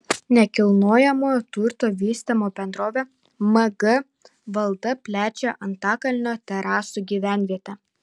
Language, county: Lithuanian, Panevėžys